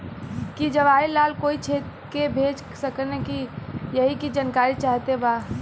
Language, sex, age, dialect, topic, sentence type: Bhojpuri, female, 18-24, Western, banking, question